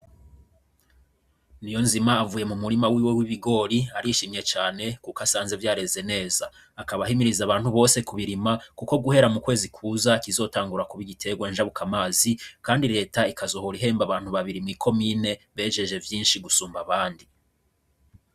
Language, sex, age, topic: Rundi, male, 25-35, agriculture